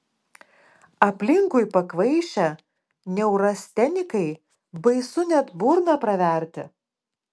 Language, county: Lithuanian, Klaipėda